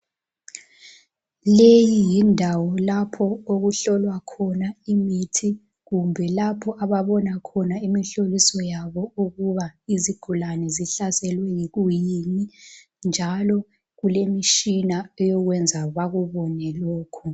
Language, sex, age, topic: North Ndebele, female, 18-24, health